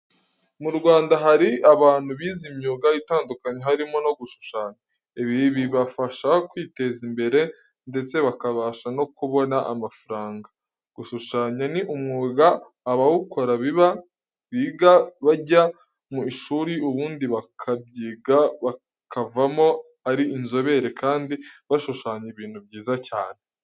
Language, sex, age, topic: Kinyarwanda, male, 18-24, education